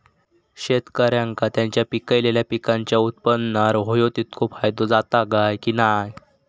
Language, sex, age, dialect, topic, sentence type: Marathi, male, 18-24, Southern Konkan, agriculture, question